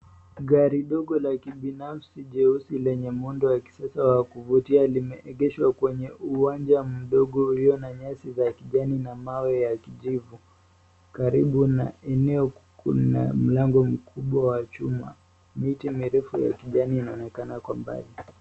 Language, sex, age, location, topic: Swahili, male, 18-24, Nairobi, finance